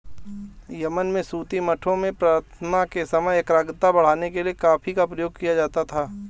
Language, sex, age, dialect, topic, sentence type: Hindi, male, 25-30, Marwari Dhudhari, agriculture, statement